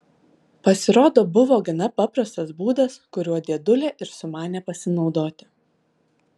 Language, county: Lithuanian, Alytus